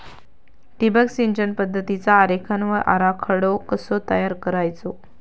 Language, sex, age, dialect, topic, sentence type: Marathi, female, 25-30, Southern Konkan, agriculture, question